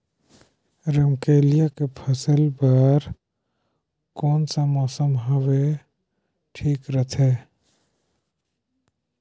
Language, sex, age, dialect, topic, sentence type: Chhattisgarhi, male, 18-24, Northern/Bhandar, agriculture, question